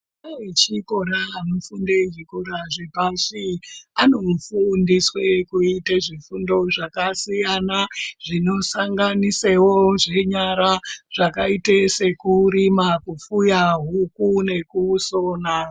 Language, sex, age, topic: Ndau, female, 25-35, education